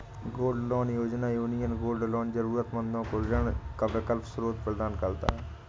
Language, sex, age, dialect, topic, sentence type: Hindi, male, 25-30, Awadhi Bundeli, banking, statement